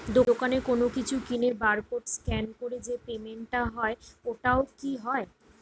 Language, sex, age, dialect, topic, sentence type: Bengali, female, 25-30, Northern/Varendri, banking, question